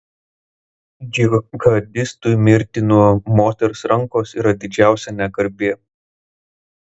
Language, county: Lithuanian, Vilnius